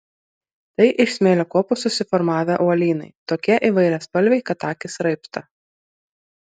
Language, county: Lithuanian, Kaunas